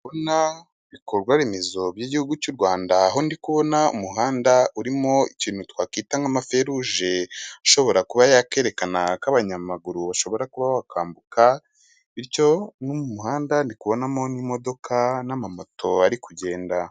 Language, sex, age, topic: Kinyarwanda, male, 25-35, government